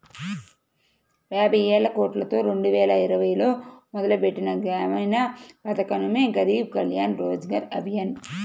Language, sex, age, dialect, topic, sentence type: Telugu, female, 31-35, Central/Coastal, banking, statement